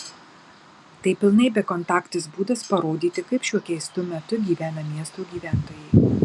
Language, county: Lithuanian, Marijampolė